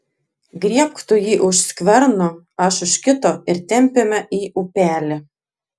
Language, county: Lithuanian, Klaipėda